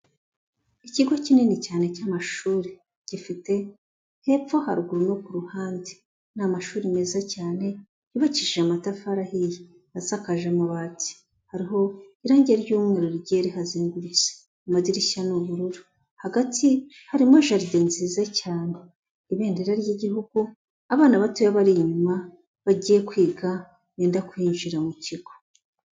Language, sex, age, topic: Kinyarwanda, female, 25-35, education